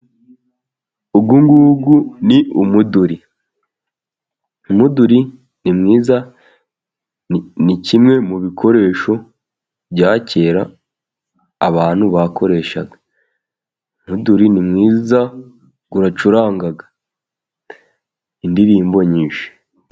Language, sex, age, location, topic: Kinyarwanda, male, 18-24, Musanze, government